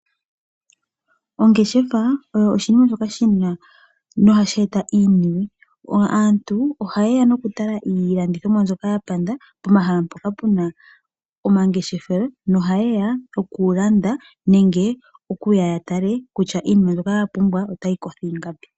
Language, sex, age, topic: Oshiwambo, female, 18-24, finance